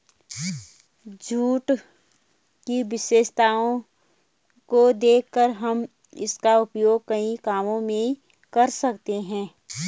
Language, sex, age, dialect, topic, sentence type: Hindi, female, 31-35, Garhwali, agriculture, statement